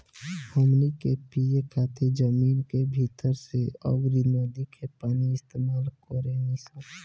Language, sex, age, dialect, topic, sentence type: Bhojpuri, male, 18-24, Southern / Standard, agriculture, statement